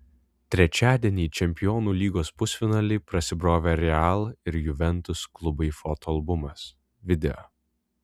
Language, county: Lithuanian, Vilnius